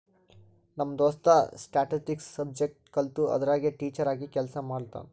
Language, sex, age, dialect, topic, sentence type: Kannada, male, 18-24, Northeastern, banking, statement